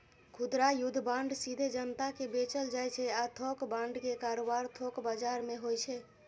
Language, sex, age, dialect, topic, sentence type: Maithili, female, 25-30, Eastern / Thethi, banking, statement